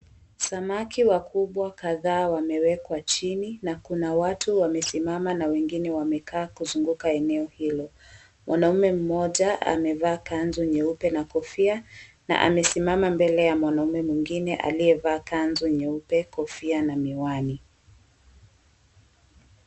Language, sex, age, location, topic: Swahili, female, 18-24, Mombasa, agriculture